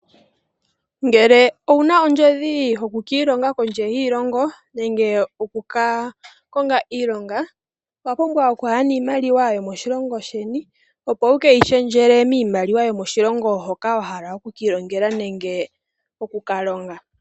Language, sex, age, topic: Oshiwambo, male, 18-24, finance